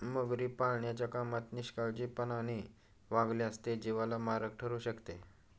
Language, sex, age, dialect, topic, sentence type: Marathi, male, 46-50, Standard Marathi, agriculture, statement